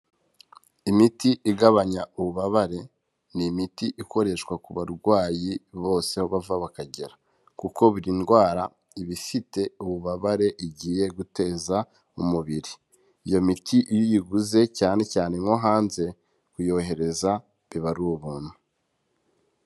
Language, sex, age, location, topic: Kinyarwanda, male, 25-35, Kigali, health